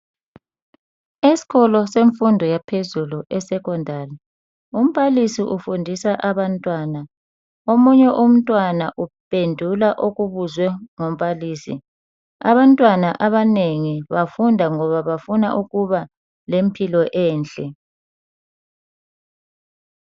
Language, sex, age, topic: North Ndebele, male, 50+, education